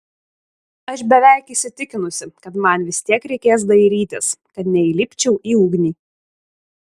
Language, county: Lithuanian, Šiauliai